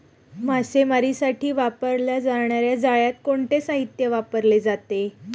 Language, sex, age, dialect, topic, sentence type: Marathi, female, 31-35, Standard Marathi, agriculture, statement